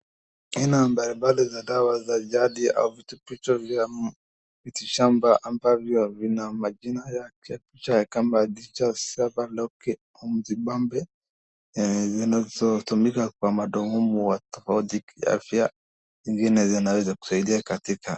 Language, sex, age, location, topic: Swahili, male, 18-24, Wajir, health